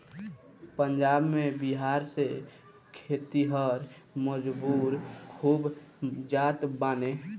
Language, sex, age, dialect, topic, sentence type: Bhojpuri, male, <18, Northern, agriculture, statement